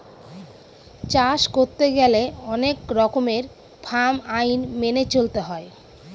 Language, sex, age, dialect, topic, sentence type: Bengali, female, 25-30, Northern/Varendri, agriculture, statement